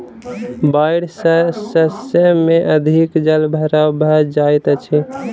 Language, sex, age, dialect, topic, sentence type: Maithili, male, 36-40, Southern/Standard, agriculture, statement